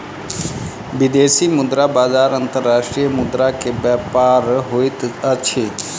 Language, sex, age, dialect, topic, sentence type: Maithili, male, 31-35, Southern/Standard, banking, statement